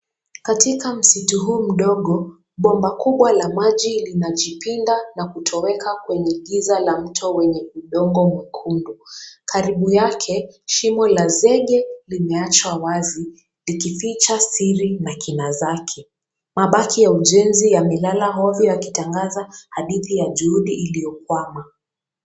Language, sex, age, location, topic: Swahili, female, 18-24, Kisumu, government